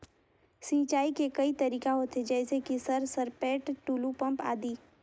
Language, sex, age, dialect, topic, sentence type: Chhattisgarhi, female, 18-24, Northern/Bhandar, agriculture, question